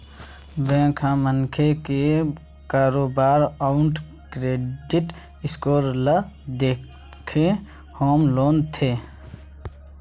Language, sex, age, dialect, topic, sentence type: Chhattisgarhi, male, 25-30, Western/Budati/Khatahi, banking, statement